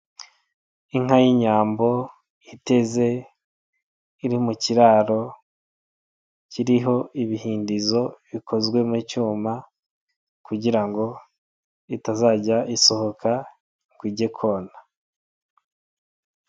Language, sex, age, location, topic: Kinyarwanda, male, 25-35, Nyagatare, agriculture